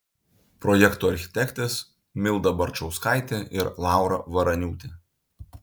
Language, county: Lithuanian, Utena